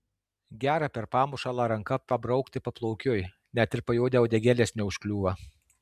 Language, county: Lithuanian, Alytus